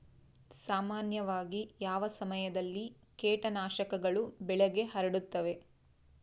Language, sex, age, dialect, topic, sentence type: Kannada, female, 25-30, Central, agriculture, question